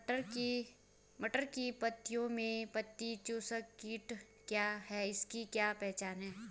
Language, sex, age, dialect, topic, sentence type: Hindi, female, 25-30, Garhwali, agriculture, question